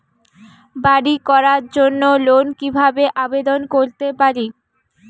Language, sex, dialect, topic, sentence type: Bengali, female, Rajbangshi, banking, question